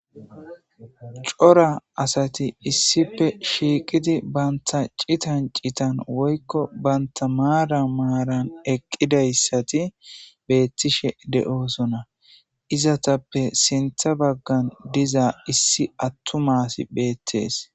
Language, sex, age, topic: Gamo, male, 25-35, government